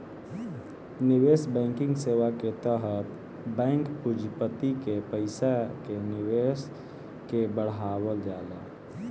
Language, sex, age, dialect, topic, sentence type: Bhojpuri, male, 18-24, Southern / Standard, banking, statement